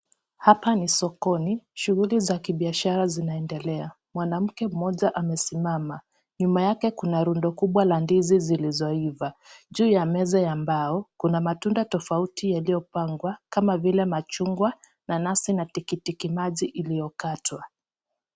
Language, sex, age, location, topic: Swahili, female, 25-35, Kisii, finance